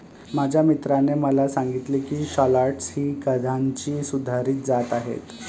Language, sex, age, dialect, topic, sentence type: Marathi, male, 31-35, Varhadi, agriculture, statement